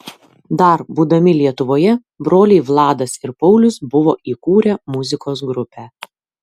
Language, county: Lithuanian, Kaunas